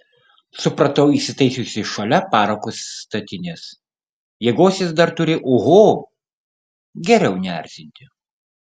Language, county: Lithuanian, Kaunas